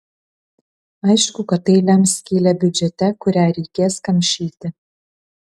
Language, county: Lithuanian, Kaunas